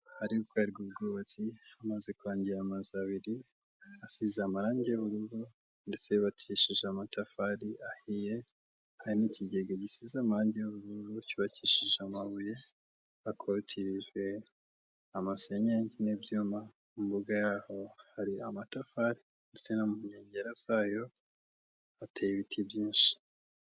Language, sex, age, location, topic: Kinyarwanda, male, 18-24, Kigali, health